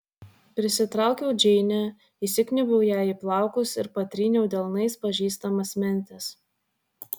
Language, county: Lithuanian, Vilnius